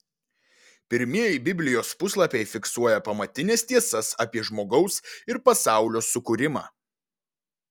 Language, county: Lithuanian, Vilnius